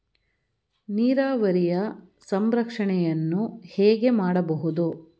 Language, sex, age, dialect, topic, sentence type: Kannada, female, 46-50, Mysore Kannada, agriculture, question